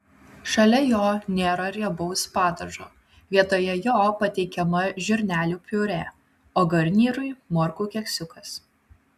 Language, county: Lithuanian, Vilnius